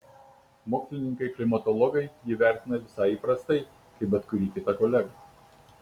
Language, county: Lithuanian, Kaunas